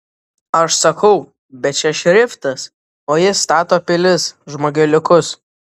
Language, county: Lithuanian, Vilnius